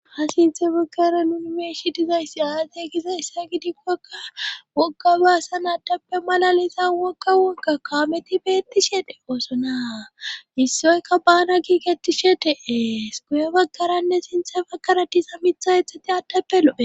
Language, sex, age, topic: Gamo, female, 18-24, government